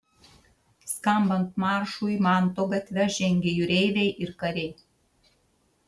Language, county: Lithuanian, Šiauliai